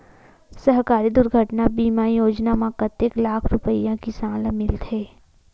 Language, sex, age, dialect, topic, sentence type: Chhattisgarhi, female, 51-55, Western/Budati/Khatahi, agriculture, question